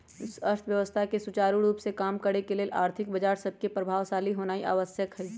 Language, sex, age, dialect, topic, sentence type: Magahi, female, 31-35, Western, banking, statement